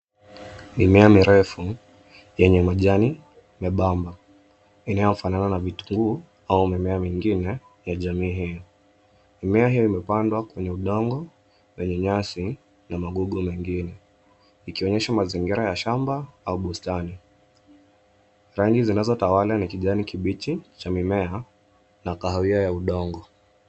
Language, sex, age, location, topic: Swahili, male, 25-35, Nairobi, health